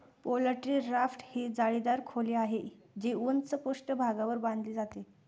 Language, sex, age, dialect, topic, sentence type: Marathi, female, 18-24, Standard Marathi, agriculture, statement